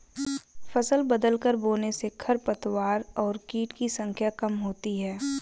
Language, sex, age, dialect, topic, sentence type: Hindi, female, 25-30, Hindustani Malvi Khadi Boli, agriculture, statement